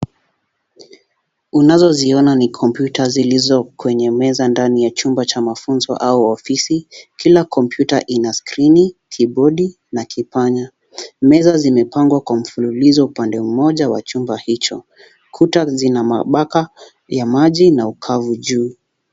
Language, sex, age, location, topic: Swahili, male, 18-24, Kisumu, education